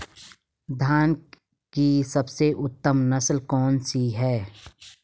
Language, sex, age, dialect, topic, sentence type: Hindi, female, 36-40, Garhwali, agriculture, question